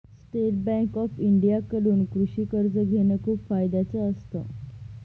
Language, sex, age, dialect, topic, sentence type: Marathi, female, 18-24, Northern Konkan, banking, statement